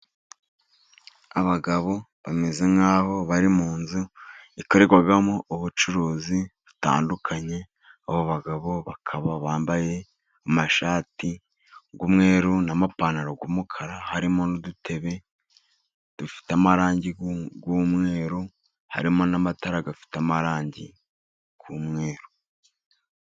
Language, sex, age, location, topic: Kinyarwanda, male, 36-49, Musanze, finance